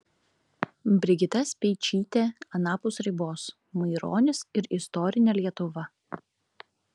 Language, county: Lithuanian, Klaipėda